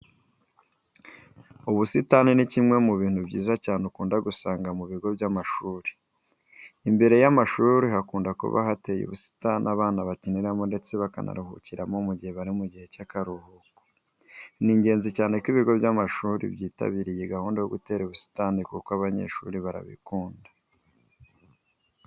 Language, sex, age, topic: Kinyarwanda, male, 25-35, education